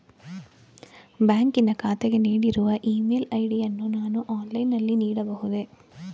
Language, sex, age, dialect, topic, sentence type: Kannada, female, 31-35, Mysore Kannada, banking, question